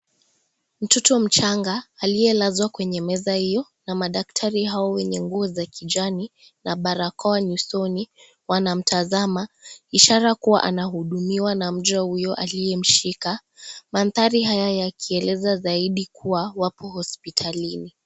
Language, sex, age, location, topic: Swahili, female, 36-49, Kisii, health